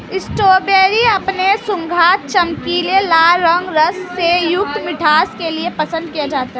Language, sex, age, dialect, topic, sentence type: Hindi, female, 18-24, Marwari Dhudhari, agriculture, statement